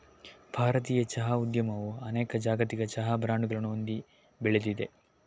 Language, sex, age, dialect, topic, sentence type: Kannada, male, 18-24, Coastal/Dakshin, agriculture, statement